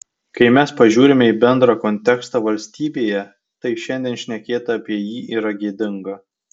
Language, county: Lithuanian, Tauragė